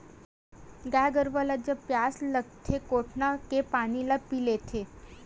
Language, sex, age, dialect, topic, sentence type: Chhattisgarhi, female, 18-24, Western/Budati/Khatahi, agriculture, statement